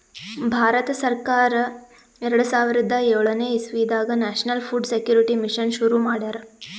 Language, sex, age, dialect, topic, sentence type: Kannada, female, 18-24, Northeastern, agriculture, statement